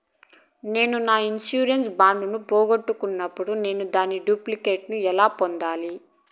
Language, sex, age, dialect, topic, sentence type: Telugu, female, 31-35, Southern, banking, question